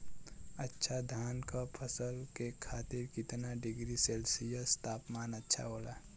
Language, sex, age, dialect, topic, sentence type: Bhojpuri, female, 18-24, Western, agriculture, question